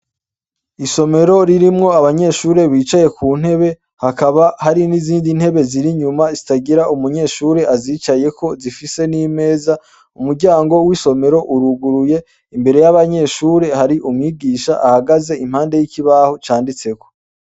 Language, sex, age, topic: Rundi, male, 25-35, education